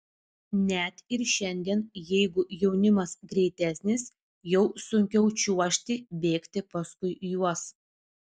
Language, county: Lithuanian, Vilnius